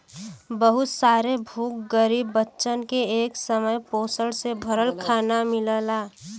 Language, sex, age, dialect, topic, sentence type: Bhojpuri, female, 18-24, Western, agriculture, statement